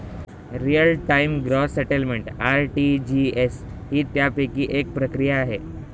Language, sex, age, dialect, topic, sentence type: Marathi, male, 18-24, Northern Konkan, banking, statement